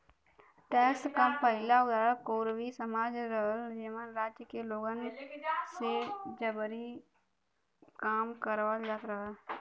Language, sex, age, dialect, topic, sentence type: Bhojpuri, female, 18-24, Western, banking, statement